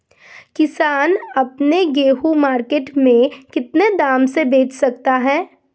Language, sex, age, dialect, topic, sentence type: Hindi, female, 25-30, Hindustani Malvi Khadi Boli, agriculture, question